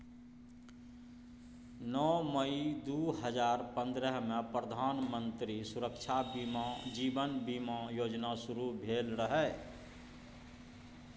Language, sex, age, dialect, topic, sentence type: Maithili, male, 46-50, Bajjika, banking, statement